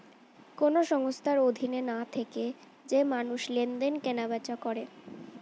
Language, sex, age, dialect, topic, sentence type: Bengali, female, 18-24, Standard Colloquial, banking, statement